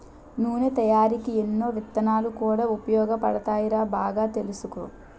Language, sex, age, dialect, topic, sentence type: Telugu, female, 18-24, Utterandhra, agriculture, statement